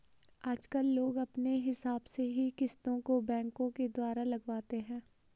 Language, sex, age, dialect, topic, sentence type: Hindi, female, 18-24, Garhwali, banking, statement